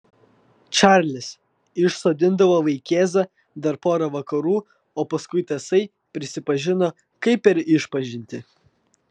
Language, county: Lithuanian, Vilnius